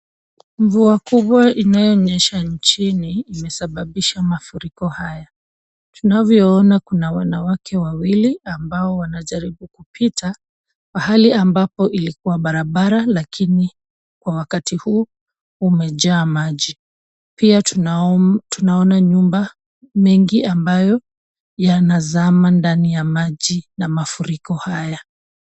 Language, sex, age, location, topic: Swahili, female, 25-35, Kisumu, health